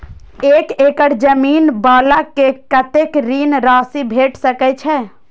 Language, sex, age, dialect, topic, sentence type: Maithili, female, 18-24, Eastern / Thethi, agriculture, question